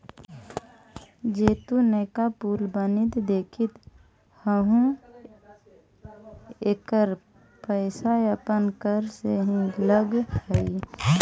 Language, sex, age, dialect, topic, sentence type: Magahi, male, 18-24, Central/Standard, banking, statement